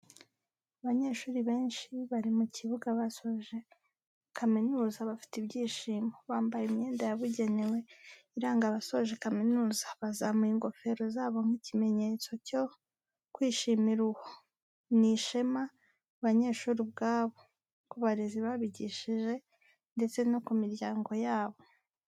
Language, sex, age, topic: Kinyarwanda, female, 25-35, education